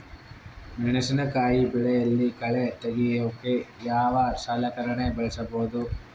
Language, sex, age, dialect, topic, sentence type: Kannada, male, 41-45, Central, agriculture, question